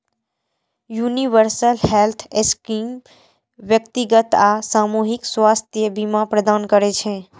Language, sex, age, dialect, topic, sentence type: Maithili, female, 18-24, Eastern / Thethi, banking, statement